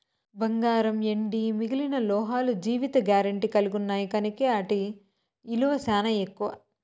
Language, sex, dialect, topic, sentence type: Telugu, female, Southern, banking, statement